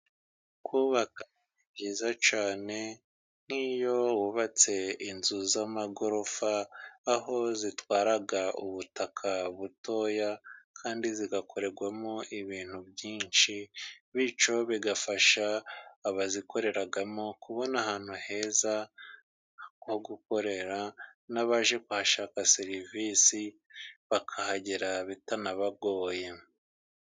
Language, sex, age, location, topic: Kinyarwanda, male, 50+, Musanze, government